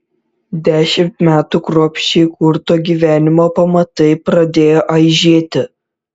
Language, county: Lithuanian, Šiauliai